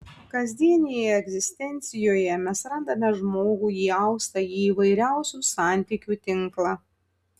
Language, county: Lithuanian, Panevėžys